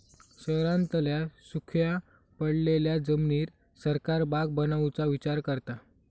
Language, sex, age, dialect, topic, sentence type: Marathi, male, 25-30, Southern Konkan, agriculture, statement